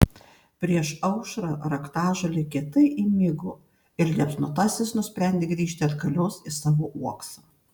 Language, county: Lithuanian, Panevėžys